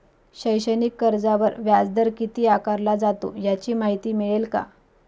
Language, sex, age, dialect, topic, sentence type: Marathi, female, 25-30, Northern Konkan, banking, question